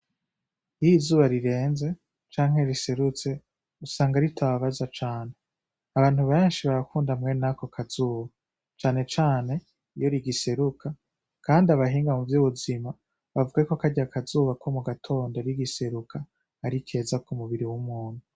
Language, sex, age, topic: Rundi, male, 18-24, agriculture